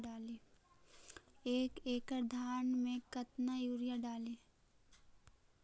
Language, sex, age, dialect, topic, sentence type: Magahi, female, 18-24, Central/Standard, agriculture, question